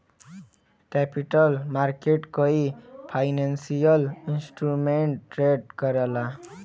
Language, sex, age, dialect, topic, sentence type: Bhojpuri, male, 18-24, Western, banking, statement